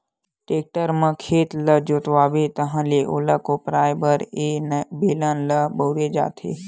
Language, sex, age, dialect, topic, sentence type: Chhattisgarhi, male, 41-45, Western/Budati/Khatahi, agriculture, statement